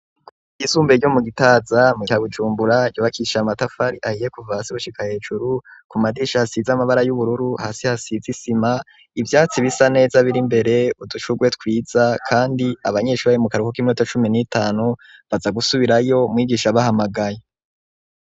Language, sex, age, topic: Rundi, male, 25-35, education